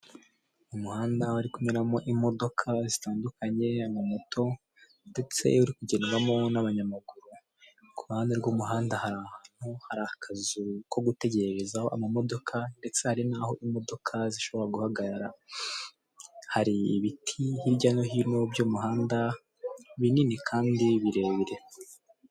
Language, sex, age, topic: Kinyarwanda, male, 18-24, government